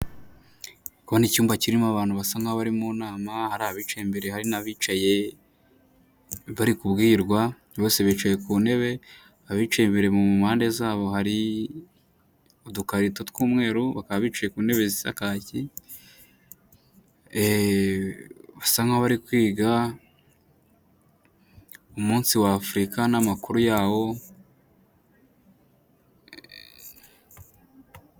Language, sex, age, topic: Kinyarwanda, male, 18-24, government